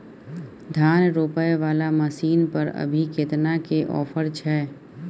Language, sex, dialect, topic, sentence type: Maithili, female, Bajjika, agriculture, question